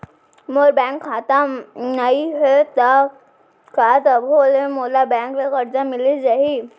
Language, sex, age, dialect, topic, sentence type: Chhattisgarhi, female, 18-24, Central, banking, question